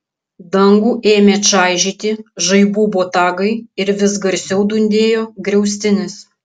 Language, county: Lithuanian, Kaunas